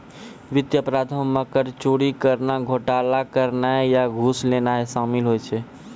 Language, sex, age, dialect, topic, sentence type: Maithili, male, 41-45, Angika, banking, statement